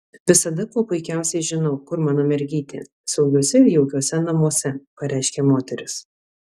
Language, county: Lithuanian, Alytus